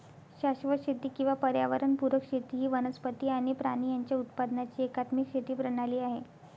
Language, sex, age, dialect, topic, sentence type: Marathi, female, 51-55, Northern Konkan, agriculture, statement